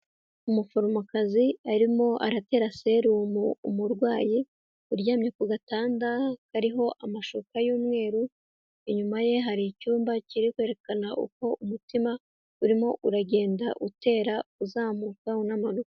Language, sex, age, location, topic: Kinyarwanda, female, 18-24, Huye, health